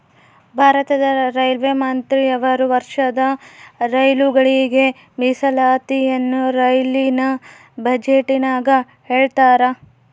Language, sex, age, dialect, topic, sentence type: Kannada, female, 18-24, Central, banking, statement